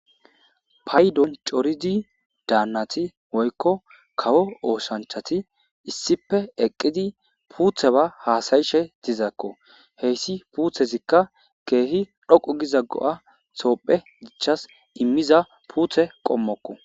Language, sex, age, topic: Gamo, male, 25-35, agriculture